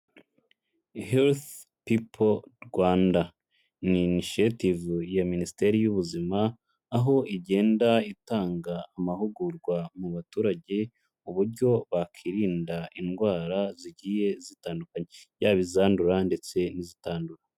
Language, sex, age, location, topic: Kinyarwanda, male, 25-35, Huye, health